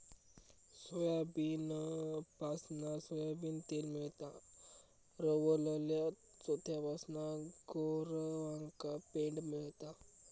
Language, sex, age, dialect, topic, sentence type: Marathi, male, 36-40, Southern Konkan, agriculture, statement